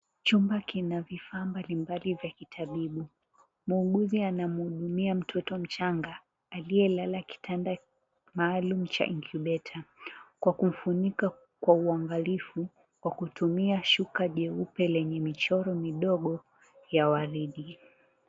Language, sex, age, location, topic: Swahili, female, 18-24, Mombasa, health